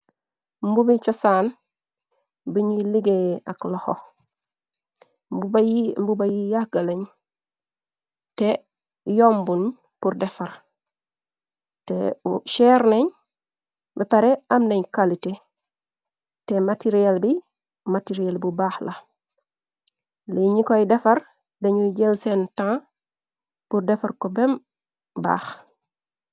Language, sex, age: Wolof, female, 36-49